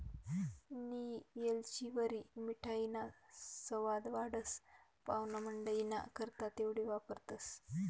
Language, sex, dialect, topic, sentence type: Marathi, female, Northern Konkan, agriculture, statement